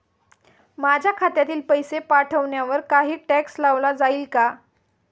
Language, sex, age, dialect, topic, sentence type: Marathi, female, 18-24, Standard Marathi, banking, question